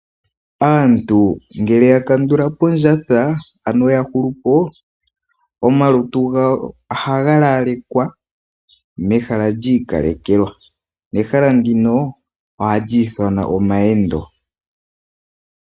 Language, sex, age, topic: Oshiwambo, male, 18-24, agriculture